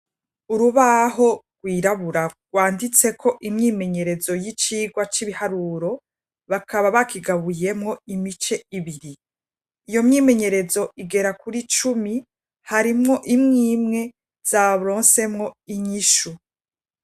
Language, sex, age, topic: Rundi, female, 25-35, education